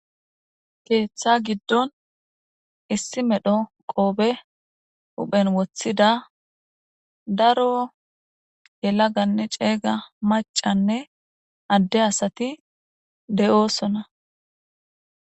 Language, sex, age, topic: Gamo, female, 25-35, government